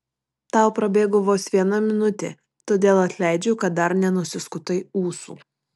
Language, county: Lithuanian, Marijampolė